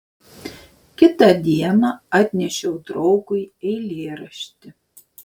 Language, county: Lithuanian, Šiauliai